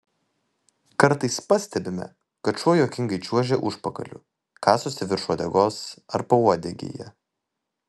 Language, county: Lithuanian, Vilnius